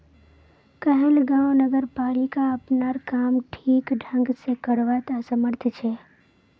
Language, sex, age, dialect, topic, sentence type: Magahi, female, 18-24, Northeastern/Surjapuri, banking, statement